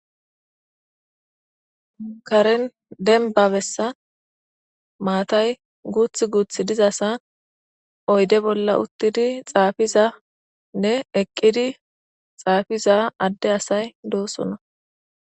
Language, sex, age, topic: Gamo, female, 25-35, government